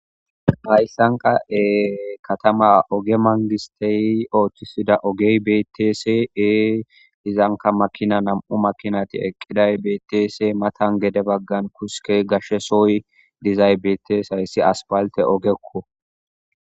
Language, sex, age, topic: Gamo, female, 18-24, government